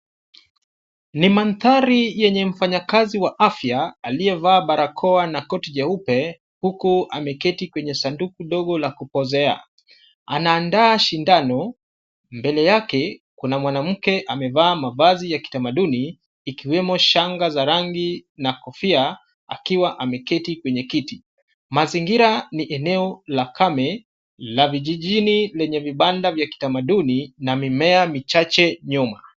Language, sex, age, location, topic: Swahili, male, 25-35, Kisumu, health